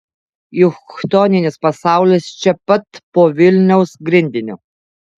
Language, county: Lithuanian, Alytus